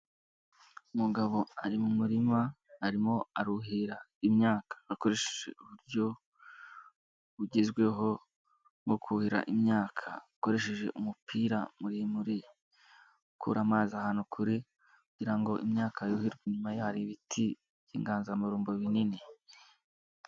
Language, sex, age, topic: Kinyarwanda, male, 18-24, agriculture